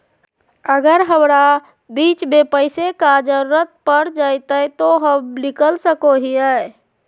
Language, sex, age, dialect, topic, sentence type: Magahi, female, 25-30, Southern, banking, question